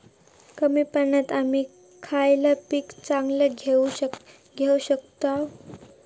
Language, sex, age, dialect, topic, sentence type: Marathi, female, 18-24, Southern Konkan, agriculture, question